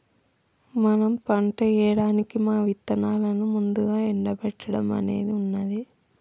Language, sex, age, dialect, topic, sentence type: Telugu, female, 31-35, Telangana, agriculture, statement